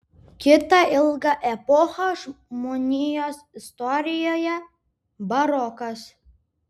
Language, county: Lithuanian, Vilnius